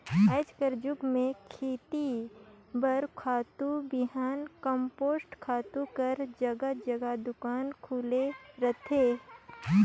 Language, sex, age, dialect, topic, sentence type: Chhattisgarhi, female, 25-30, Northern/Bhandar, agriculture, statement